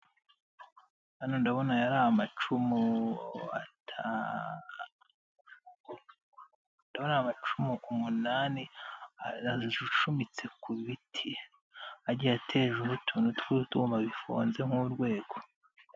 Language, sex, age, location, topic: Kinyarwanda, male, 25-35, Nyagatare, government